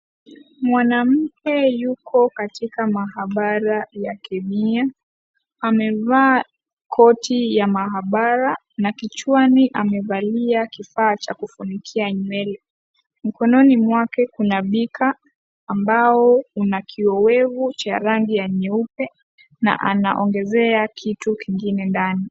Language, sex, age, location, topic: Swahili, female, 18-24, Kisii, agriculture